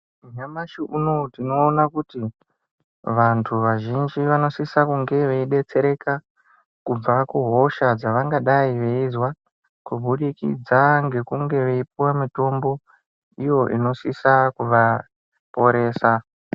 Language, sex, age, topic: Ndau, male, 18-24, health